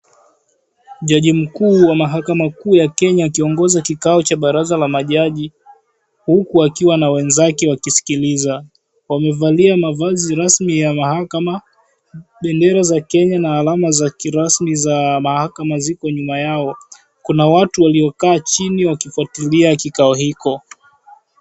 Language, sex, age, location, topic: Swahili, male, 18-24, Mombasa, government